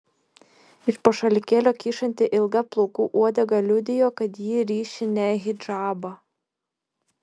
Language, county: Lithuanian, Šiauliai